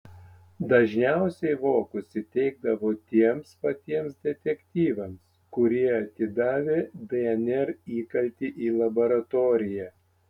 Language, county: Lithuanian, Panevėžys